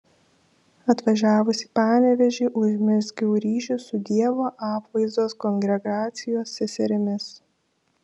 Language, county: Lithuanian, Šiauliai